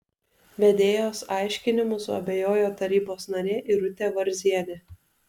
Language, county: Lithuanian, Alytus